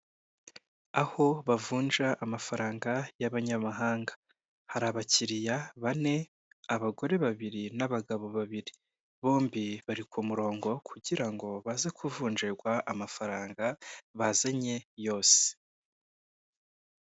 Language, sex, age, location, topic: Kinyarwanda, male, 25-35, Kigali, finance